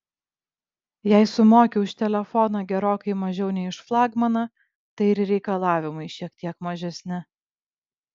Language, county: Lithuanian, Vilnius